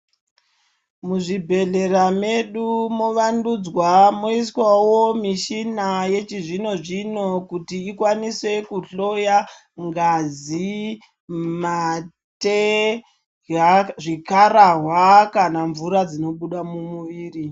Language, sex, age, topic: Ndau, female, 25-35, health